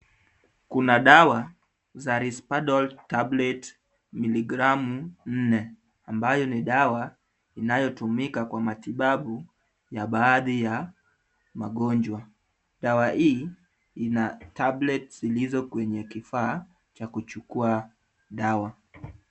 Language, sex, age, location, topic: Swahili, male, 25-35, Kisumu, health